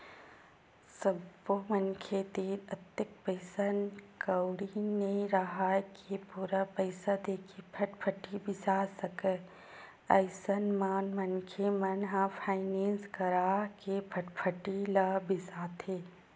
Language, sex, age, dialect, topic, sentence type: Chhattisgarhi, female, 25-30, Western/Budati/Khatahi, banking, statement